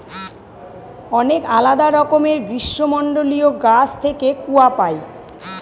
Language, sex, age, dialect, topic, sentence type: Bengali, female, 41-45, Northern/Varendri, agriculture, statement